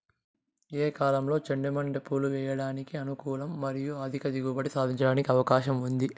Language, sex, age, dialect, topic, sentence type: Telugu, male, 18-24, Southern, agriculture, question